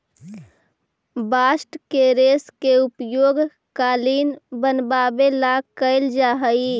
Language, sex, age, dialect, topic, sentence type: Magahi, female, 18-24, Central/Standard, agriculture, statement